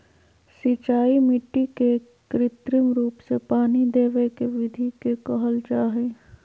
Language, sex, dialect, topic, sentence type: Magahi, female, Southern, agriculture, statement